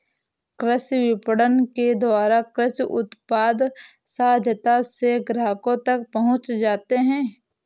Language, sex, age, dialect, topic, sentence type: Hindi, female, 18-24, Awadhi Bundeli, agriculture, statement